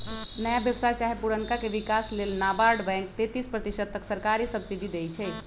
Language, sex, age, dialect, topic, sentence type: Magahi, male, 36-40, Western, agriculture, statement